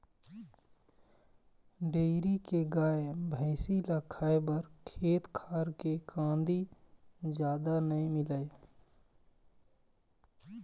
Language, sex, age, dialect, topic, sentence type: Chhattisgarhi, male, 31-35, Eastern, agriculture, statement